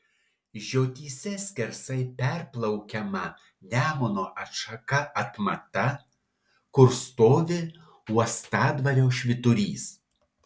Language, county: Lithuanian, Alytus